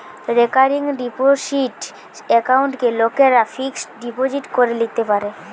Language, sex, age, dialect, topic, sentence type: Bengali, female, 18-24, Western, banking, statement